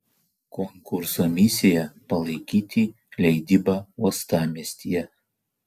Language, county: Lithuanian, Vilnius